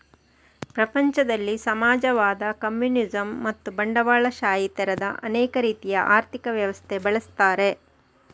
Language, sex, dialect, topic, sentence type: Kannada, female, Coastal/Dakshin, banking, statement